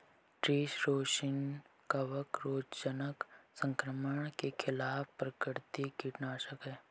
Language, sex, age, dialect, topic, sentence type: Hindi, male, 18-24, Marwari Dhudhari, agriculture, statement